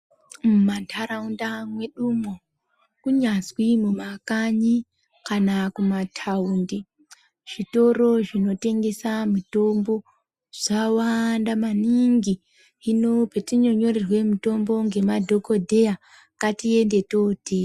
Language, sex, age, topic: Ndau, female, 25-35, health